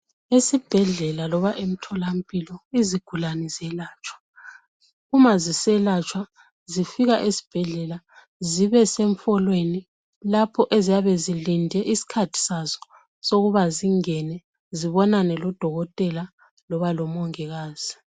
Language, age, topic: North Ndebele, 36-49, health